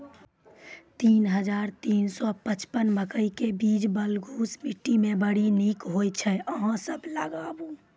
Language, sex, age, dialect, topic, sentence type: Maithili, female, 18-24, Angika, agriculture, question